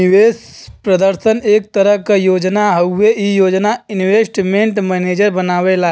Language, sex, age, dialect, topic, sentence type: Bhojpuri, male, 25-30, Western, banking, statement